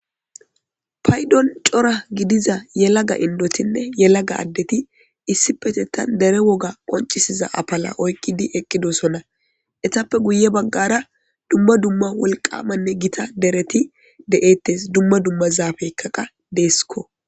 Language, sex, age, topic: Gamo, male, 25-35, government